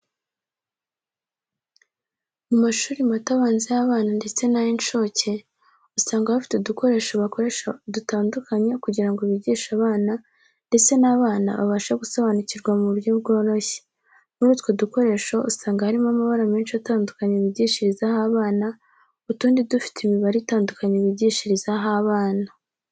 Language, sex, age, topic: Kinyarwanda, female, 18-24, education